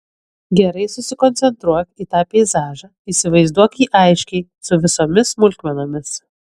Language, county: Lithuanian, Kaunas